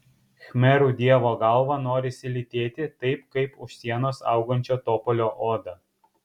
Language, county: Lithuanian, Kaunas